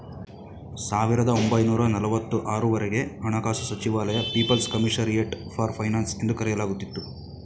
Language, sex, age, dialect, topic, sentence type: Kannada, male, 31-35, Mysore Kannada, banking, statement